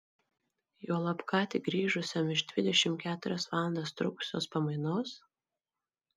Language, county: Lithuanian, Marijampolė